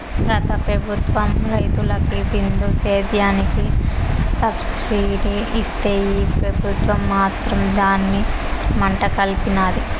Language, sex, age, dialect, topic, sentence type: Telugu, female, 18-24, Southern, agriculture, statement